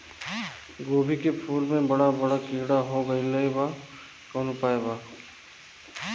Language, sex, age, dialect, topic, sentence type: Bhojpuri, male, 25-30, Southern / Standard, agriculture, question